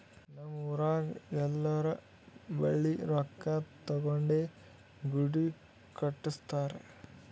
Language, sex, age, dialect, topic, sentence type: Kannada, male, 18-24, Northeastern, banking, statement